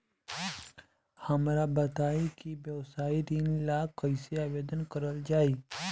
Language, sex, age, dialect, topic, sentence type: Bhojpuri, male, 25-30, Southern / Standard, banking, question